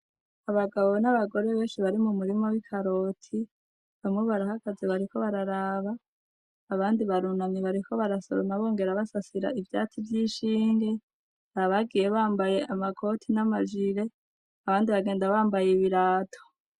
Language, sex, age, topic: Rundi, female, 25-35, agriculture